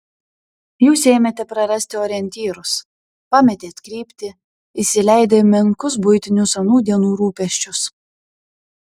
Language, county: Lithuanian, Panevėžys